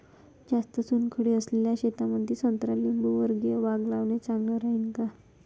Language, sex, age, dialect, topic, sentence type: Marathi, female, 56-60, Varhadi, agriculture, question